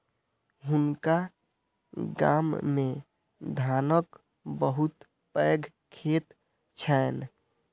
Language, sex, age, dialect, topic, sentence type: Maithili, male, 18-24, Southern/Standard, agriculture, statement